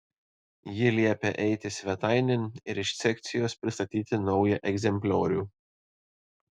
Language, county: Lithuanian, Panevėžys